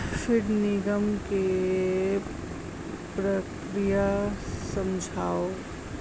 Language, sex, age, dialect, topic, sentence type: Hindi, female, 36-40, Hindustani Malvi Khadi Boli, agriculture, statement